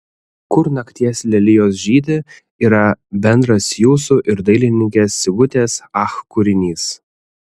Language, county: Lithuanian, Kaunas